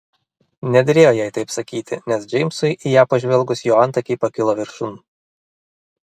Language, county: Lithuanian, Vilnius